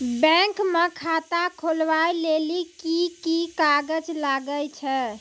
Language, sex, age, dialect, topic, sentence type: Maithili, female, 18-24, Angika, banking, question